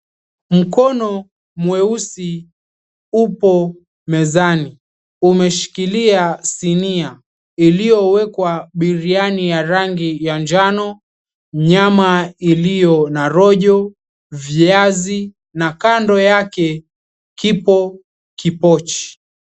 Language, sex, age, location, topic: Swahili, male, 18-24, Mombasa, agriculture